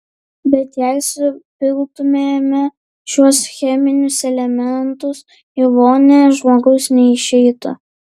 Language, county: Lithuanian, Vilnius